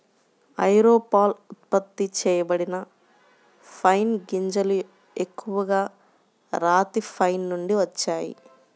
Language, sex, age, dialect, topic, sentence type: Telugu, male, 31-35, Central/Coastal, agriculture, statement